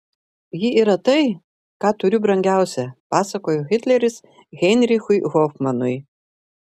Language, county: Lithuanian, Šiauliai